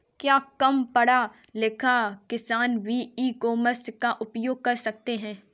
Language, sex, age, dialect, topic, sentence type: Hindi, female, 18-24, Kanauji Braj Bhasha, agriculture, question